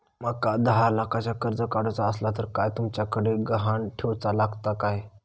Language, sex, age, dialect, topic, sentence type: Marathi, female, 25-30, Southern Konkan, banking, question